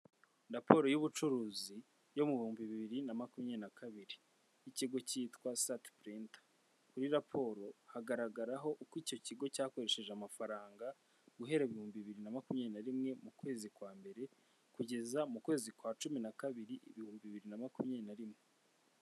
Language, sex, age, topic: Kinyarwanda, male, 25-35, finance